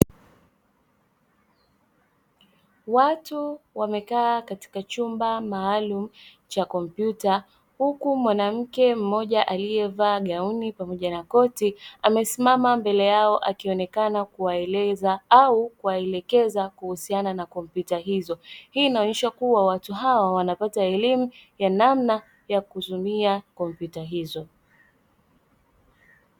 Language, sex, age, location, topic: Swahili, female, 18-24, Dar es Salaam, education